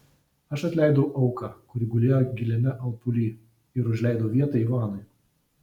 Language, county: Lithuanian, Vilnius